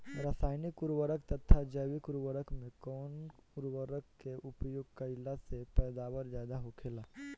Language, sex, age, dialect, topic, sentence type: Bhojpuri, male, 18-24, Northern, agriculture, question